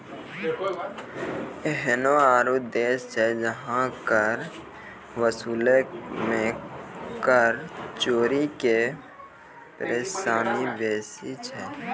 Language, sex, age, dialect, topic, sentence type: Maithili, male, 18-24, Angika, banking, statement